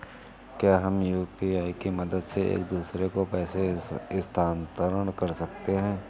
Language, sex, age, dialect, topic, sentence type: Hindi, male, 31-35, Awadhi Bundeli, banking, question